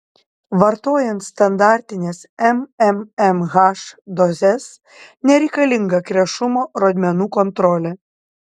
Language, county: Lithuanian, Panevėžys